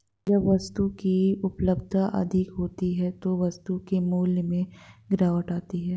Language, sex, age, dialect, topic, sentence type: Hindi, female, 25-30, Hindustani Malvi Khadi Boli, banking, statement